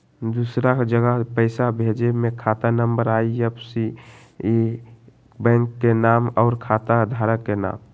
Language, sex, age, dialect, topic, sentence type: Magahi, male, 18-24, Western, banking, question